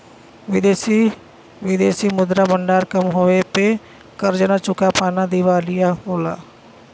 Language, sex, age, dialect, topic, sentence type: Bhojpuri, female, 41-45, Western, banking, statement